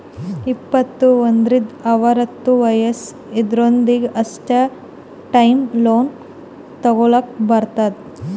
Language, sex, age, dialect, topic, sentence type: Kannada, female, 18-24, Northeastern, banking, statement